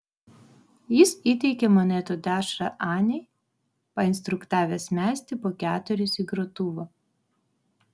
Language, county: Lithuanian, Vilnius